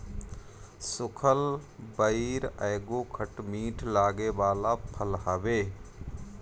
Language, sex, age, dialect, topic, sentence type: Bhojpuri, male, 31-35, Northern, agriculture, statement